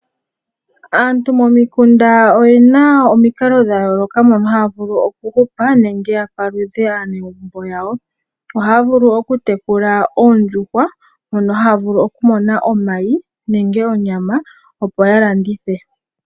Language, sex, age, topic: Oshiwambo, female, 18-24, agriculture